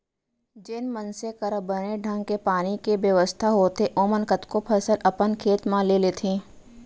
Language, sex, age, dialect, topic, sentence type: Chhattisgarhi, female, 18-24, Central, agriculture, statement